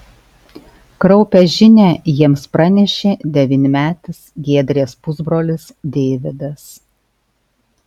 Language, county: Lithuanian, Alytus